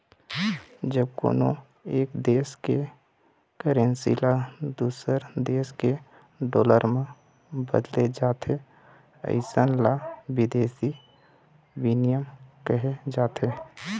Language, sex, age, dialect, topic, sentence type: Chhattisgarhi, male, 25-30, Eastern, banking, statement